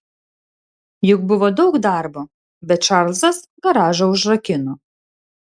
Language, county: Lithuanian, Šiauliai